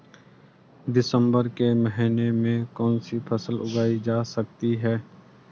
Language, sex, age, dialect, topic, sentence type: Hindi, male, 25-30, Garhwali, agriculture, question